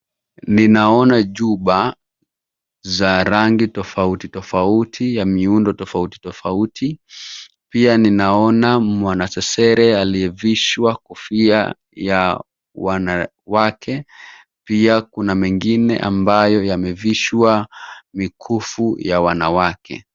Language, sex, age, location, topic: Swahili, male, 25-35, Nairobi, finance